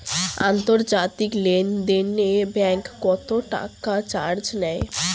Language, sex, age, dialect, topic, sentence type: Bengali, female, <18, Rajbangshi, banking, question